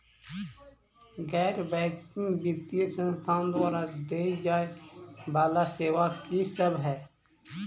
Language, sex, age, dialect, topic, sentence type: Maithili, male, 25-30, Southern/Standard, banking, question